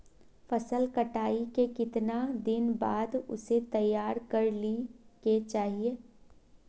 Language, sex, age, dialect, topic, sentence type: Magahi, female, 18-24, Northeastern/Surjapuri, agriculture, question